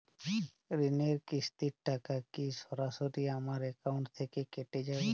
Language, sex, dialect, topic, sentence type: Bengali, male, Jharkhandi, banking, question